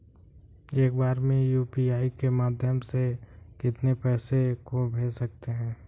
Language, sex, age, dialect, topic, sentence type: Hindi, male, 46-50, Kanauji Braj Bhasha, banking, question